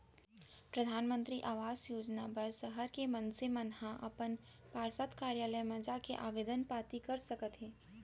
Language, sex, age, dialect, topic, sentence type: Chhattisgarhi, female, 18-24, Central, banking, statement